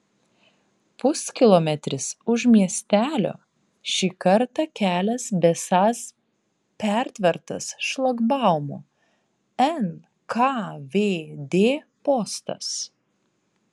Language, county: Lithuanian, Panevėžys